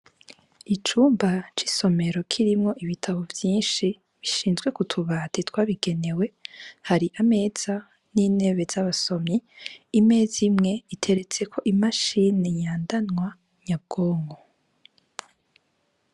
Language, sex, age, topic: Rundi, female, 18-24, education